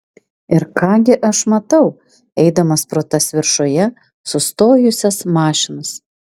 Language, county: Lithuanian, Vilnius